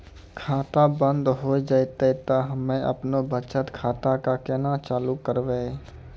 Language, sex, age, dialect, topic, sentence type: Maithili, male, 25-30, Angika, banking, question